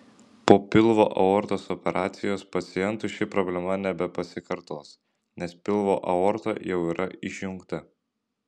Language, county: Lithuanian, Šiauliai